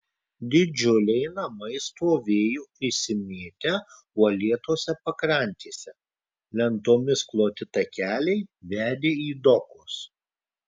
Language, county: Lithuanian, Kaunas